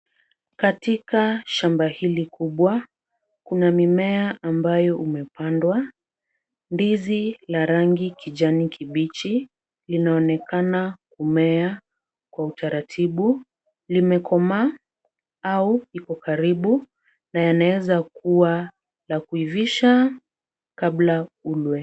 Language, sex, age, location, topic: Swahili, female, 25-35, Kisumu, agriculture